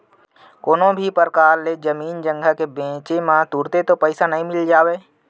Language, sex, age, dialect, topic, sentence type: Chhattisgarhi, male, 25-30, Central, banking, statement